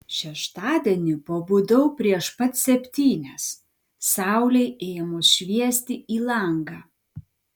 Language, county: Lithuanian, Klaipėda